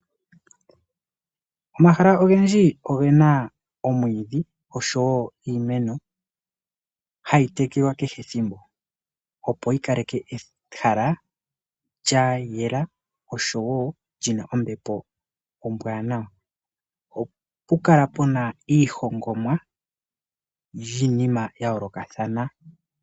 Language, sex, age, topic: Oshiwambo, male, 25-35, agriculture